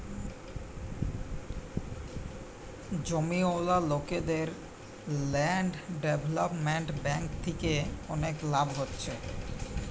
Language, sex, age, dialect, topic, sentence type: Bengali, male, 18-24, Western, banking, statement